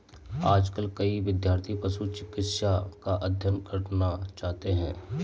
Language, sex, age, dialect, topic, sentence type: Hindi, male, 36-40, Marwari Dhudhari, agriculture, statement